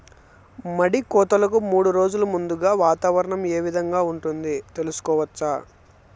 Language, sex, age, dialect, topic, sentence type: Telugu, male, 25-30, Southern, agriculture, question